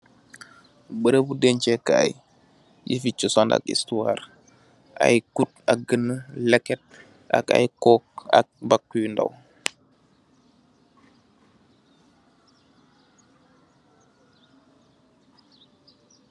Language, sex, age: Wolof, male, 25-35